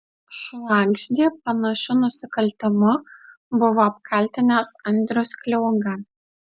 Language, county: Lithuanian, Utena